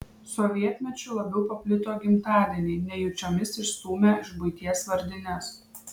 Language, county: Lithuanian, Vilnius